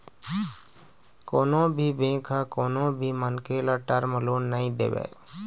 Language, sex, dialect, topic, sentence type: Chhattisgarhi, male, Eastern, banking, statement